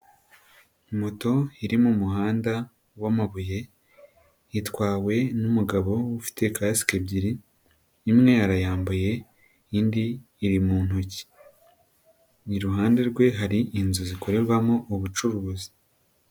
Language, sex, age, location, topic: Kinyarwanda, male, 18-24, Nyagatare, finance